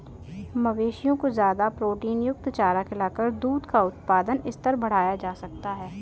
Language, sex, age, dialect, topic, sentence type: Hindi, female, 18-24, Kanauji Braj Bhasha, agriculture, statement